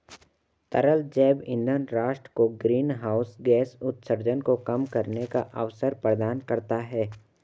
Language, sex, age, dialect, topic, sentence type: Hindi, male, 18-24, Marwari Dhudhari, agriculture, statement